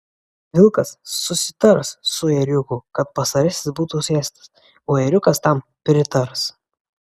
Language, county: Lithuanian, Vilnius